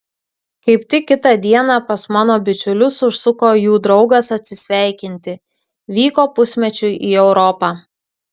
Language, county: Lithuanian, Klaipėda